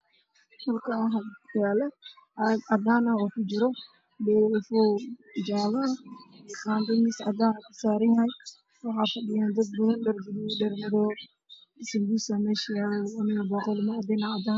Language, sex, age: Somali, female, 25-35